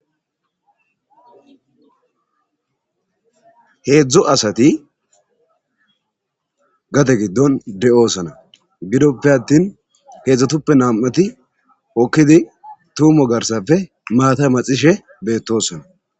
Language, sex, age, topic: Gamo, male, 25-35, agriculture